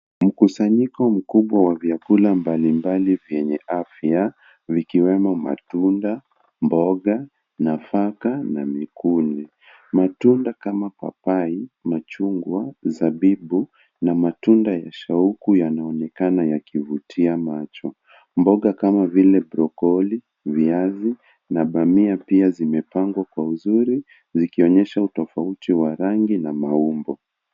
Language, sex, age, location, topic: Swahili, male, 18-24, Nairobi, health